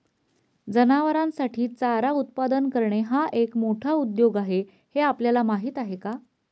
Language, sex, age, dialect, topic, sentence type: Marathi, female, 36-40, Standard Marathi, agriculture, statement